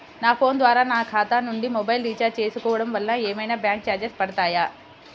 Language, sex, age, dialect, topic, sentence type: Telugu, female, 60-100, Central/Coastal, banking, question